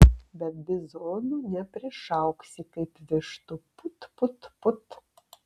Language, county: Lithuanian, Kaunas